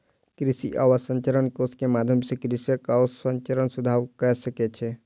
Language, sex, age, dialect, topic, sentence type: Maithili, male, 36-40, Southern/Standard, agriculture, statement